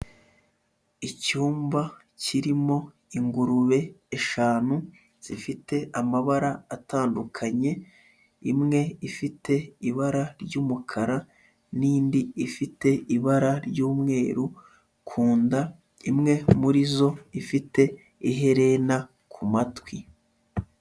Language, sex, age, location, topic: Kinyarwanda, male, 25-35, Huye, agriculture